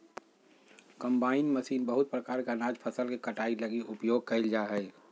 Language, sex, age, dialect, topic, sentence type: Magahi, male, 60-100, Southern, agriculture, statement